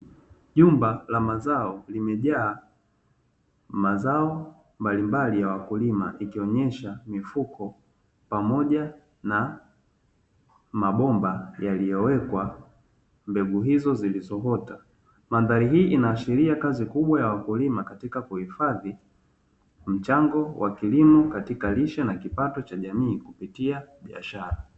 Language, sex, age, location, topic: Swahili, male, 25-35, Dar es Salaam, agriculture